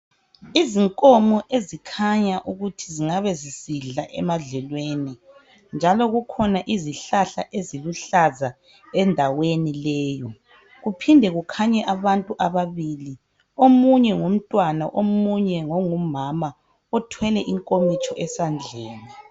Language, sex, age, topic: North Ndebele, female, 50+, health